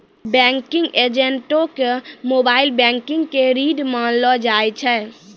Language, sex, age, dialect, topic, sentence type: Maithili, female, 36-40, Angika, banking, statement